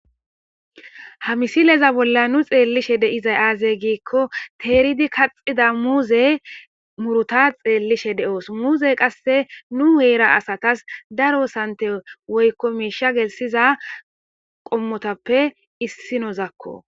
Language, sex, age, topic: Gamo, female, 18-24, agriculture